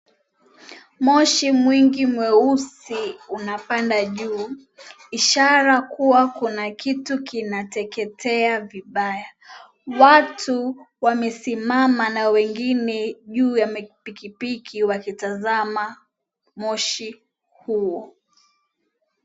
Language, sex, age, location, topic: Swahili, female, 18-24, Mombasa, health